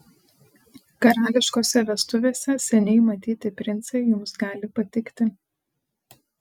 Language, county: Lithuanian, Panevėžys